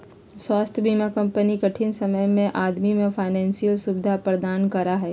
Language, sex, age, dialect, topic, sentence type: Magahi, female, 56-60, Southern, banking, statement